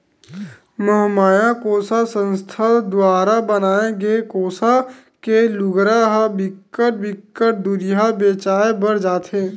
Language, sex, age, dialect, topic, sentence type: Chhattisgarhi, male, 18-24, Western/Budati/Khatahi, banking, statement